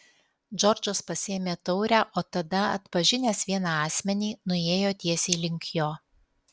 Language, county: Lithuanian, Alytus